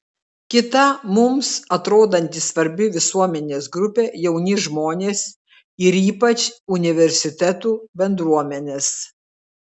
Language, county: Lithuanian, Klaipėda